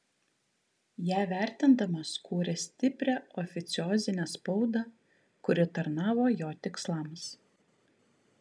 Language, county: Lithuanian, Kaunas